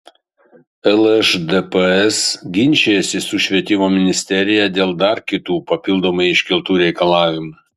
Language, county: Lithuanian, Kaunas